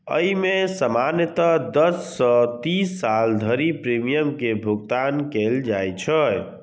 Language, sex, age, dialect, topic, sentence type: Maithili, male, 60-100, Eastern / Thethi, banking, statement